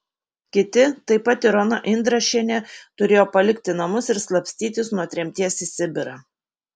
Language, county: Lithuanian, Kaunas